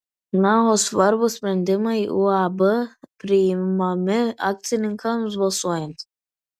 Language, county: Lithuanian, Vilnius